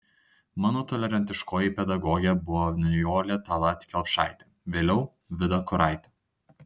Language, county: Lithuanian, Tauragė